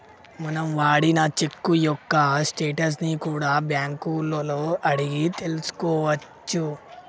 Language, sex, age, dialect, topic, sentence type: Telugu, male, 51-55, Telangana, banking, statement